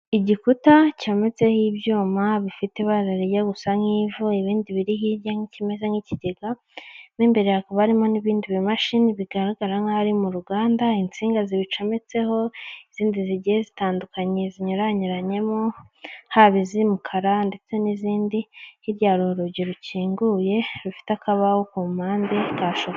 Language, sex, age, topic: Kinyarwanda, female, 25-35, government